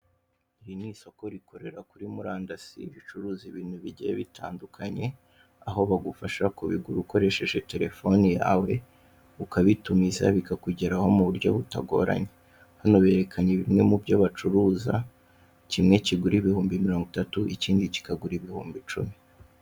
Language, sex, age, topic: Kinyarwanda, male, 18-24, finance